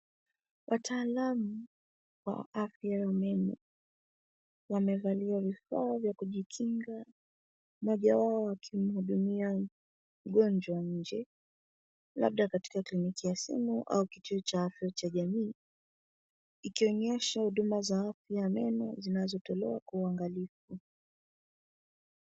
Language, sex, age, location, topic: Swahili, female, 18-24, Nairobi, health